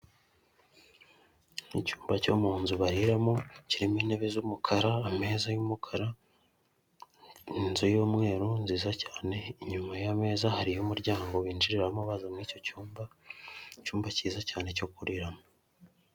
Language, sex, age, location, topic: Kinyarwanda, male, 18-24, Kigali, finance